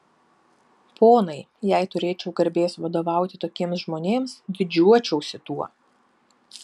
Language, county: Lithuanian, Panevėžys